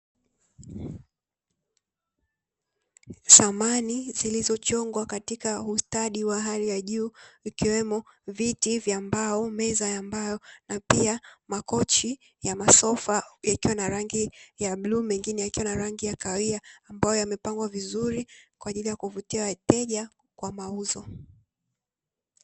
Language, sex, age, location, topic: Swahili, female, 18-24, Dar es Salaam, finance